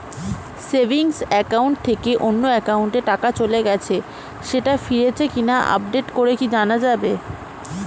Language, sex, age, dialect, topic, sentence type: Bengali, female, 18-24, Standard Colloquial, banking, question